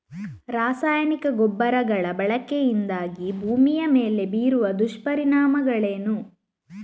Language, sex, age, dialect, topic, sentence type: Kannada, female, 18-24, Coastal/Dakshin, agriculture, question